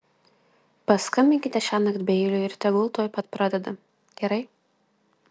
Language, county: Lithuanian, Klaipėda